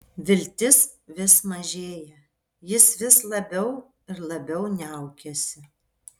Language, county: Lithuanian, Vilnius